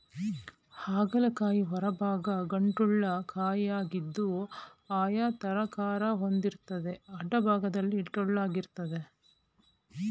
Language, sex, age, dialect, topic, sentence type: Kannada, female, 46-50, Mysore Kannada, agriculture, statement